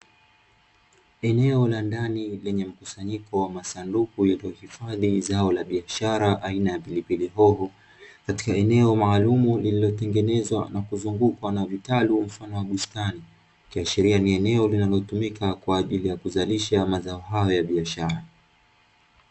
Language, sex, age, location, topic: Swahili, male, 25-35, Dar es Salaam, agriculture